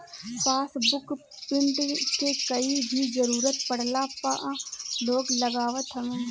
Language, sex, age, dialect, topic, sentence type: Bhojpuri, female, 31-35, Northern, banking, statement